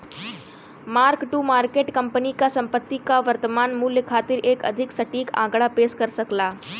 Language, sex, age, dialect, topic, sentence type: Bhojpuri, female, 18-24, Western, banking, statement